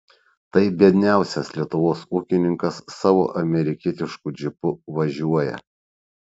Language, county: Lithuanian, Šiauliai